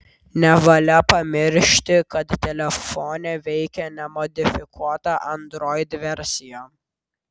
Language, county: Lithuanian, Vilnius